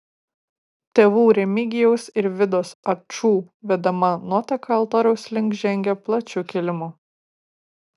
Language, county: Lithuanian, Kaunas